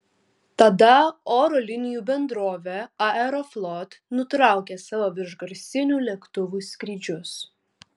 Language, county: Lithuanian, Kaunas